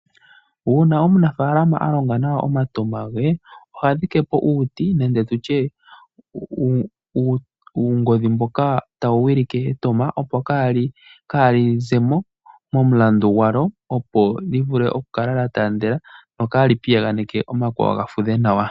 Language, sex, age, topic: Oshiwambo, male, 18-24, agriculture